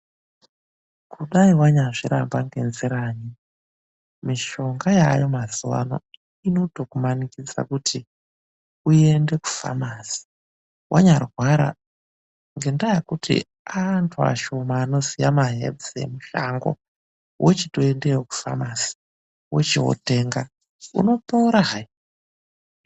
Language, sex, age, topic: Ndau, male, 25-35, health